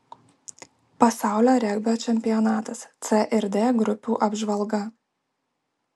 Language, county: Lithuanian, Alytus